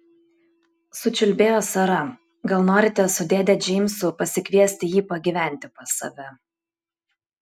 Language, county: Lithuanian, Klaipėda